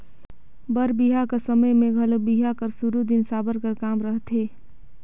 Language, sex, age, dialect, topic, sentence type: Chhattisgarhi, female, 18-24, Northern/Bhandar, agriculture, statement